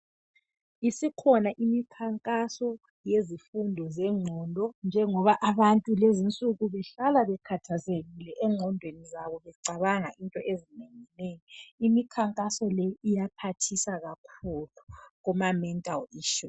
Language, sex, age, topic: North Ndebele, male, 25-35, health